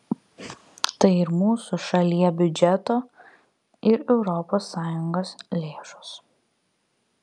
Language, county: Lithuanian, Vilnius